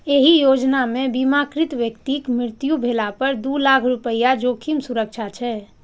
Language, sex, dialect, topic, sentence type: Maithili, female, Eastern / Thethi, banking, statement